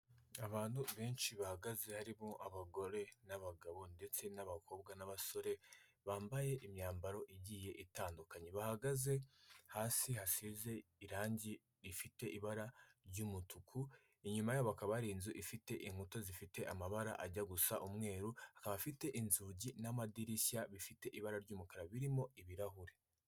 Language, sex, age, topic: Kinyarwanda, male, 18-24, health